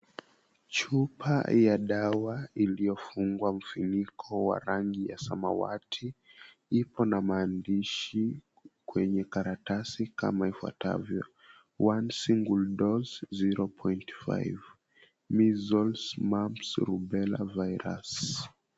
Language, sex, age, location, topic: Swahili, female, 25-35, Mombasa, health